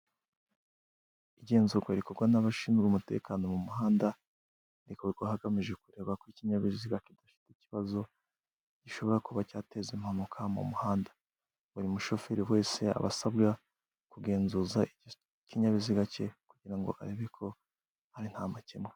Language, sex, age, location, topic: Kinyarwanda, male, 18-24, Musanze, government